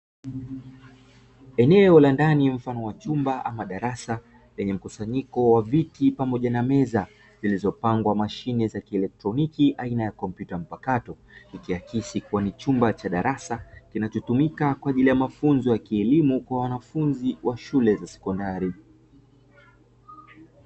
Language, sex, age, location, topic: Swahili, male, 25-35, Dar es Salaam, education